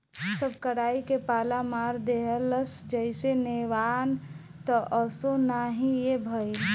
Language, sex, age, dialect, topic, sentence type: Bhojpuri, female, 18-24, Southern / Standard, agriculture, statement